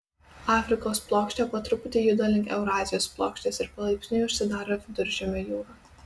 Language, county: Lithuanian, Kaunas